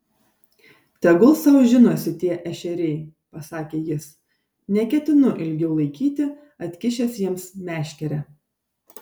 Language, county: Lithuanian, Šiauliai